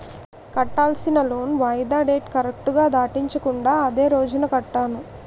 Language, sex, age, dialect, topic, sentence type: Telugu, female, 18-24, Utterandhra, banking, statement